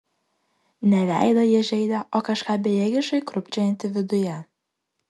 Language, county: Lithuanian, Klaipėda